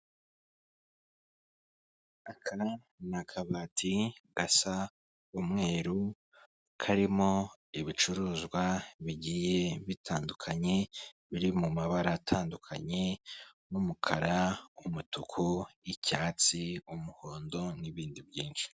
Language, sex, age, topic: Kinyarwanda, male, 25-35, finance